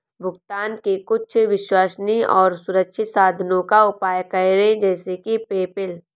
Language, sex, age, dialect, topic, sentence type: Hindi, female, 18-24, Awadhi Bundeli, banking, statement